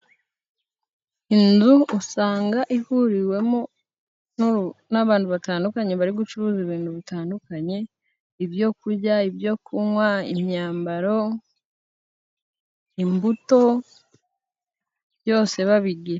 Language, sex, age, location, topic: Kinyarwanda, female, 18-24, Musanze, finance